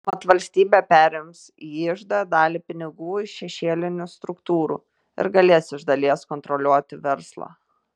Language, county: Lithuanian, Tauragė